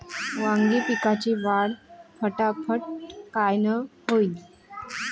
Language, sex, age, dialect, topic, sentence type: Marathi, male, 31-35, Varhadi, agriculture, question